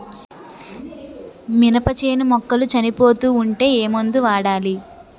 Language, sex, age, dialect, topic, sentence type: Telugu, female, 18-24, Utterandhra, agriculture, question